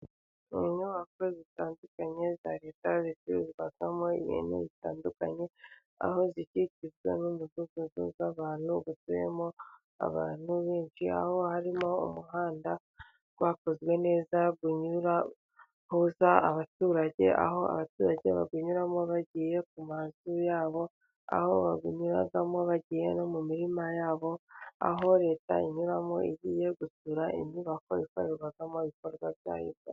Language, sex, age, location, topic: Kinyarwanda, male, 36-49, Burera, government